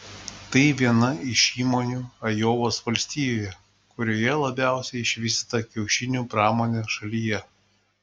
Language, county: Lithuanian, Klaipėda